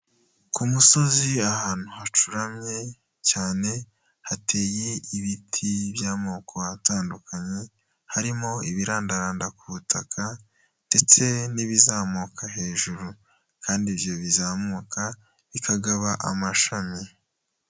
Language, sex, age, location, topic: Kinyarwanda, male, 18-24, Huye, health